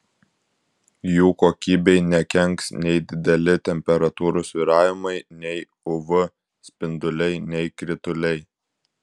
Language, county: Lithuanian, Klaipėda